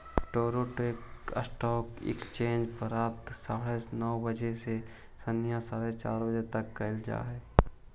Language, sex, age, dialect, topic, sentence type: Magahi, male, 18-24, Central/Standard, banking, statement